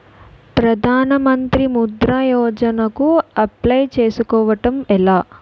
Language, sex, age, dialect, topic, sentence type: Telugu, female, 18-24, Utterandhra, banking, question